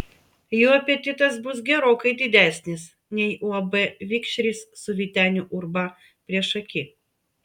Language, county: Lithuanian, Vilnius